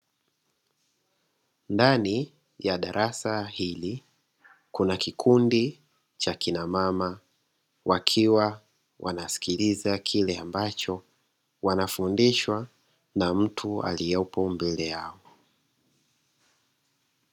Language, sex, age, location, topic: Swahili, male, 36-49, Dar es Salaam, education